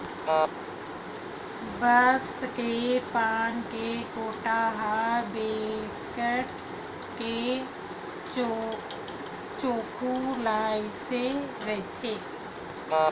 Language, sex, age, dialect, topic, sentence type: Chhattisgarhi, female, 46-50, Western/Budati/Khatahi, agriculture, statement